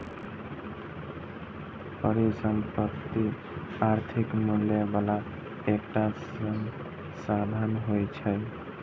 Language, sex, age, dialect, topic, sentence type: Maithili, male, 18-24, Eastern / Thethi, banking, statement